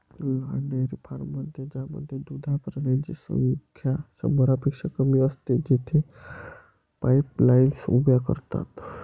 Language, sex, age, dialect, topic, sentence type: Marathi, male, 18-24, Varhadi, agriculture, statement